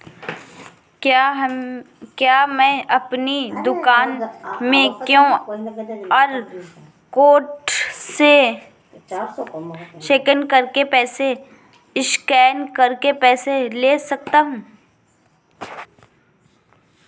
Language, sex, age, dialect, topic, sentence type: Hindi, female, 25-30, Awadhi Bundeli, banking, question